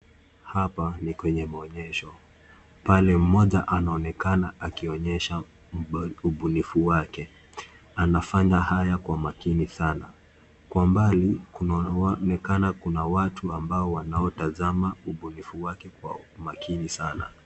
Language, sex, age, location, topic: Swahili, male, 18-24, Kisii, health